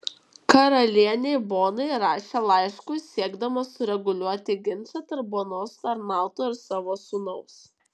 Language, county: Lithuanian, Kaunas